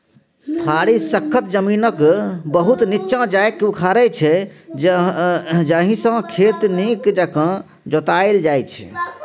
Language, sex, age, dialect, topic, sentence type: Maithili, male, 31-35, Bajjika, agriculture, statement